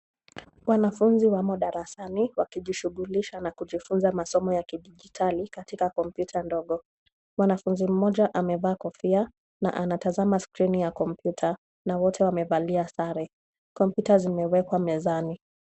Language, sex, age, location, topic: Swahili, female, 18-24, Nairobi, education